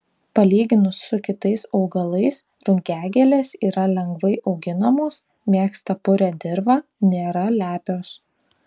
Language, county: Lithuanian, Klaipėda